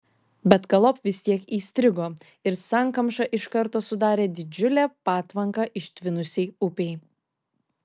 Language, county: Lithuanian, Šiauliai